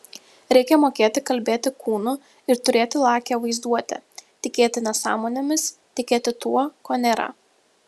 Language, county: Lithuanian, Vilnius